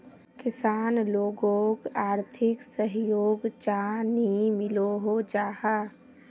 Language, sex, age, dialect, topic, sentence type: Magahi, female, 25-30, Northeastern/Surjapuri, agriculture, question